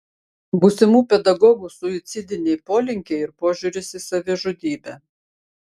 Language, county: Lithuanian, Panevėžys